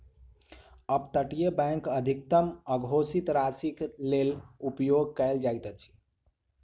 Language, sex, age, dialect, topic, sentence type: Maithili, male, 18-24, Southern/Standard, banking, statement